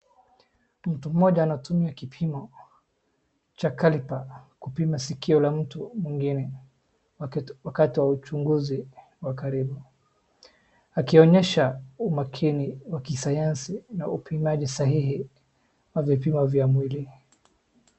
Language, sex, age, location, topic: Swahili, male, 25-35, Wajir, health